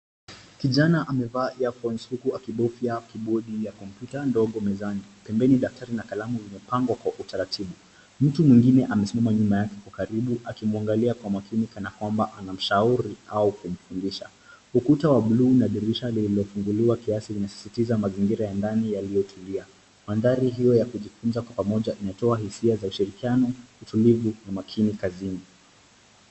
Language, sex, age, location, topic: Swahili, male, 18-24, Nairobi, education